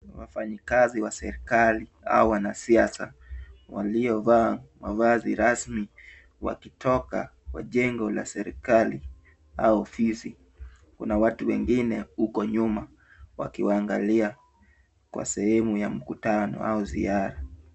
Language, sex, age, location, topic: Swahili, male, 25-35, Kisumu, government